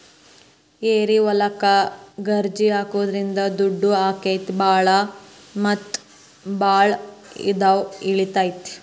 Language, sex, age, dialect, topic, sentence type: Kannada, female, 18-24, Dharwad Kannada, agriculture, statement